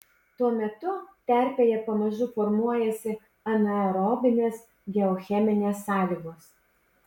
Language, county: Lithuanian, Panevėžys